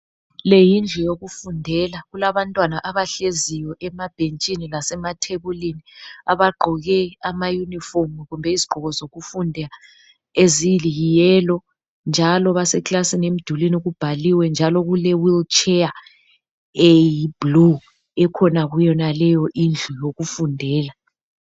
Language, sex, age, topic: North Ndebele, male, 36-49, education